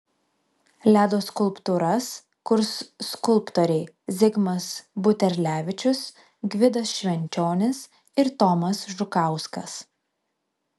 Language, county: Lithuanian, Vilnius